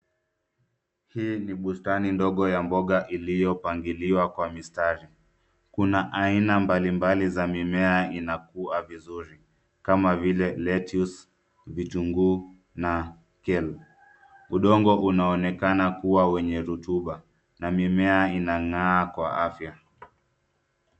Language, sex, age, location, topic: Swahili, male, 25-35, Nairobi, agriculture